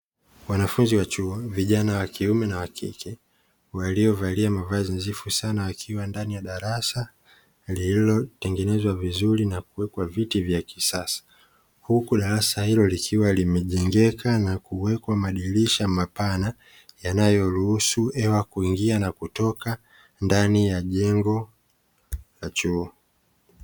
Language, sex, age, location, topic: Swahili, male, 25-35, Dar es Salaam, education